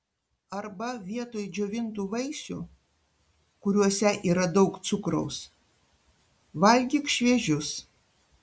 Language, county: Lithuanian, Panevėžys